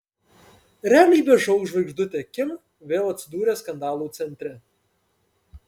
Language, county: Lithuanian, Panevėžys